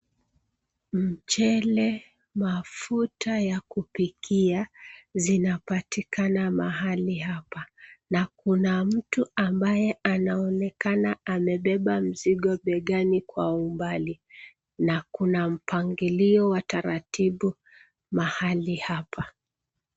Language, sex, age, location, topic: Swahili, female, 36-49, Nairobi, finance